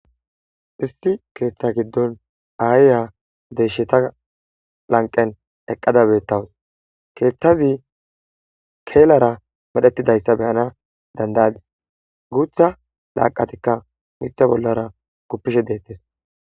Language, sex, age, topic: Gamo, male, 18-24, agriculture